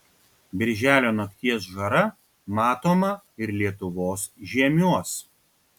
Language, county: Lithuanian, Kaunas